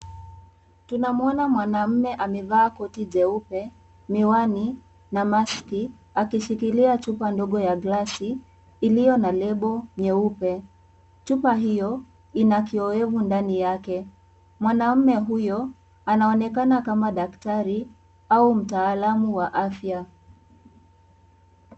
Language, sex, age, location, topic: Swahili, female, 18-24, Kisii, health